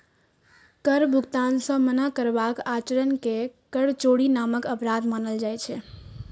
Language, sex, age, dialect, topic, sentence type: Maithili, female, 18-24, Eastern / Thethi, banking, statement